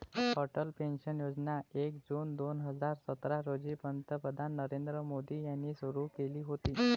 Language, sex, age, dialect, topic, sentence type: Marathi, male, 25-30, Varhadi, banking, statement